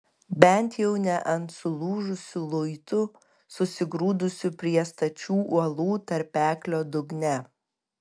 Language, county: Lithuanian, Kaunas